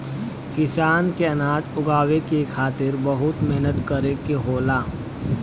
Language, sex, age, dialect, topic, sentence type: Bhojpuri, male, 60-100, Western, agriculture, statement